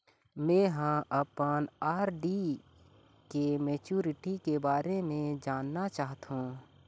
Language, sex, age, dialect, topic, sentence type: Chhattisgarhi, male, 18-24, Eastern, banking, statement